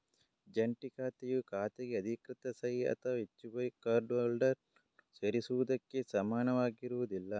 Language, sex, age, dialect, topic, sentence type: Kannada, male, 18-24, Coastal/Dakshin, banking, statement